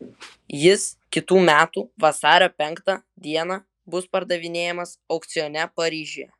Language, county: Lithuanian, Vilnius